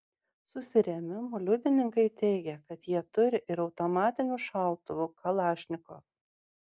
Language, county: Lithuanian, Marijampolė